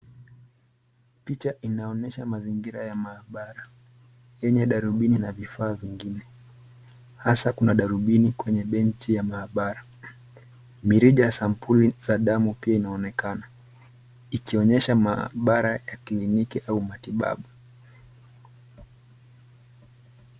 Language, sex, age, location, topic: Swahili, male, 25-35, Nairobi, health